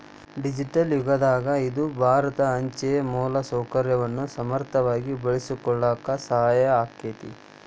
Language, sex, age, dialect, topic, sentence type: Kannada, male, 18-24, Dharwad Kannada, banking, statement